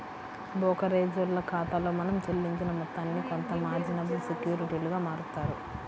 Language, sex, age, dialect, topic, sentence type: Telugu, female, 18-24, Central/Coastal, banking, statement